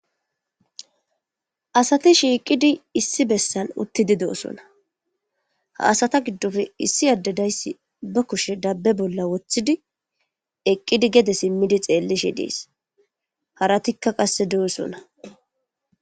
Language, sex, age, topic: Gamo, female, 25-35, government